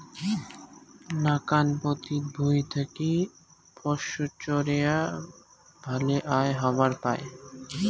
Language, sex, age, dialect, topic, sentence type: Bengali, male, 18-24, Rajbangshi, agriculture, statement